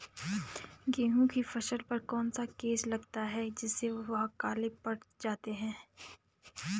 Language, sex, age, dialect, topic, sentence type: Hindi, female, 25-30, Garhwali, agriculture, question